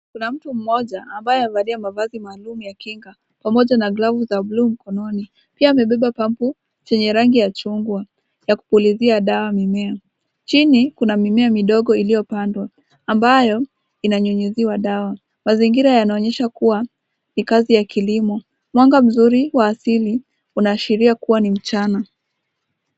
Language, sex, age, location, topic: Swahili, female, 18-24, Nakuru, health